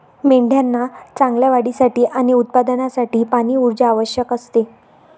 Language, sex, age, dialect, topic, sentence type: Marathi, female, 25-30, Varhadi, agriculture, statement